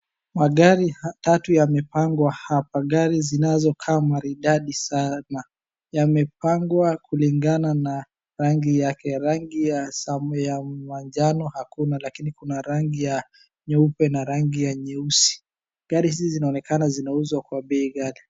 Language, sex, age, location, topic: Swahili, male, 18-24, Wajir, finance